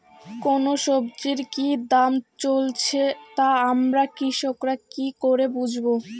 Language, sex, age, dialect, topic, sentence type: Bengali, female, 60-100, Rajbangshi, agriculture, question